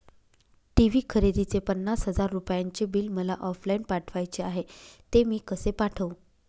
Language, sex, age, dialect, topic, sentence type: Marathi, female, 25-30, Northern Konkan, banking, question